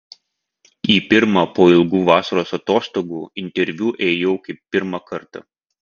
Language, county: Lithuanian, Vilnius